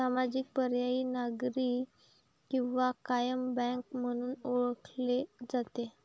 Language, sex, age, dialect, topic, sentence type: Marathi, female, 18-24, Varhadi, banking, statement